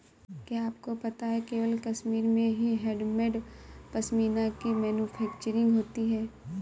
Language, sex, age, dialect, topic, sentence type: Hindi, female, 18-24, Awadhi Bundeli, agriculture, statement